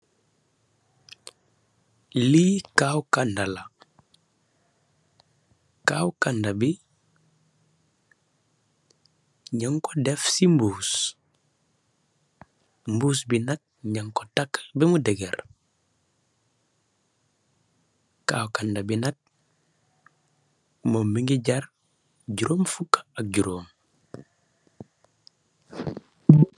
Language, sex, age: Wolof, male, 18-24